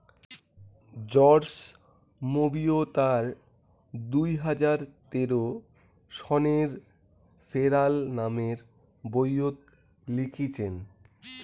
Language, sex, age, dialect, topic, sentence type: Bengali, male, 18-24, Rajbangshi, agriculture, statement